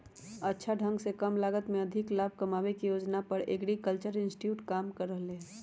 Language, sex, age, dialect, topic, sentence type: Magahi, female, 31-35, Western, agriculture, statement